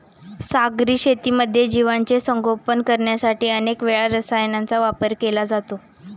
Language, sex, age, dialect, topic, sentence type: Marathi, female, 18-24, Standard Marathi, agriculture, statement